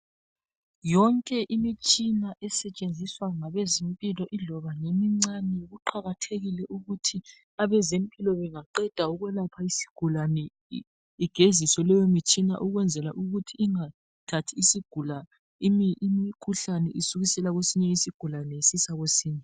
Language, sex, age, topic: North Ndebele, male, 36-49, health